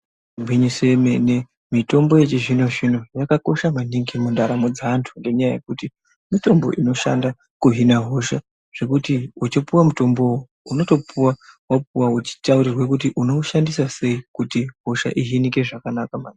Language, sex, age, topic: Ndau, male, 25-35, health